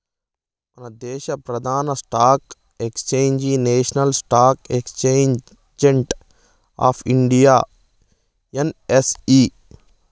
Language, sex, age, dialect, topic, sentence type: Telugu, male, 25-30, Southern, banking, statement